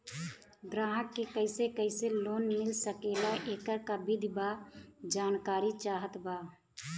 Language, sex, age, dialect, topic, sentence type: Bhojpuri, female, 31-35, Western, banking, question